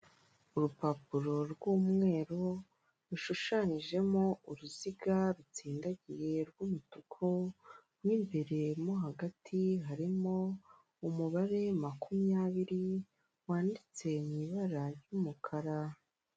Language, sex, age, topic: Kinyarwanda, male, 25-35, government